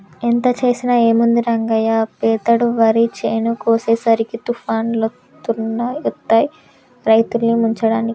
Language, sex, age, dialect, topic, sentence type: Telugu, female, 18-24, Telangana, agriculture, statement